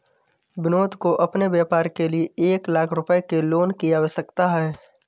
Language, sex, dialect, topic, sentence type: Hindi, male, Awadhi Bundeli, banking, statement